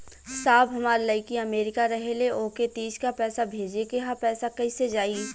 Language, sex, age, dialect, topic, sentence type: Bhojpuri, female, <18, Western, banking, question